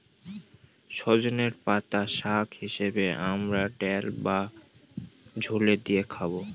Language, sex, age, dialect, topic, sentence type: Bengali, male, 18-24, Northern/Varendri, agriculture, statement